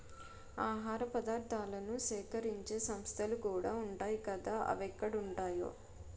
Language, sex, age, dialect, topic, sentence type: Telugu, female, 18-24, Utterandhra, agriculture, statement